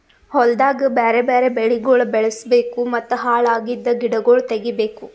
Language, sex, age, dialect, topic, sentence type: Kannada, female, 18-24, Northeastern, agriculture, statement